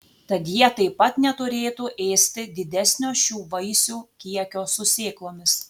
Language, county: Lithuanian, Telšiai